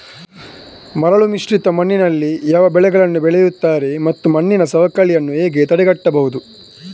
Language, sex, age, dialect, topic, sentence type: Kannada, male, 18-24, Coastal/Dakshin, agriculture, question